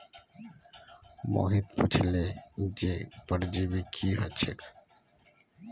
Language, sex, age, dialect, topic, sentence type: Magahi, male, 25-30, Northeastern/Surjapuri, agriculture, statement